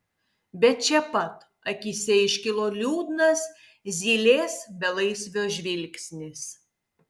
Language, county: Lithuanian, Kaunas